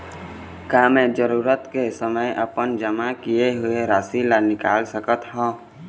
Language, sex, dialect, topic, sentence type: Chhattisgarhi, male, Eastern, banking, question